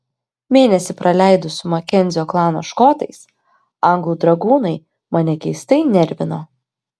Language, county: Lithuanian, Klaipėda